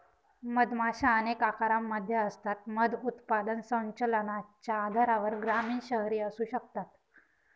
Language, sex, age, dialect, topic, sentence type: Marathi, female, 18-24, Northern Konkan, agriculture, statement